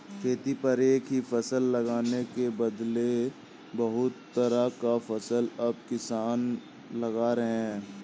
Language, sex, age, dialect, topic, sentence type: Hindi, male, 18-24, Awadhi Bundeli, agriculture, statement